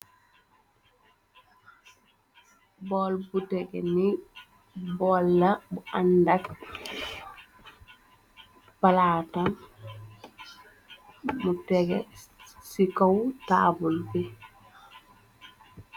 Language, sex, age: Wolof, female, 18-24